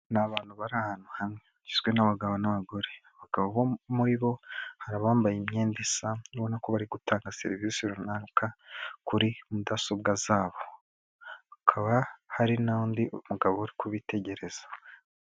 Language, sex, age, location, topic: Kinyarwanda, female, 25-35, Kigali, finance